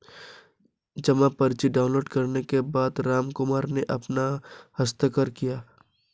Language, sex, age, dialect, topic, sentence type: Hindi, female, 18-24, Marwari Dhudhari, banking, statement